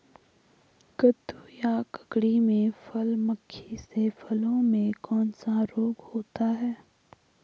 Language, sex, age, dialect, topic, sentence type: Hindi, female, 25-30, Garhwali, agriculture, question